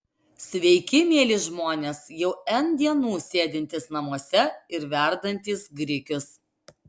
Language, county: Lithuanian, Alytus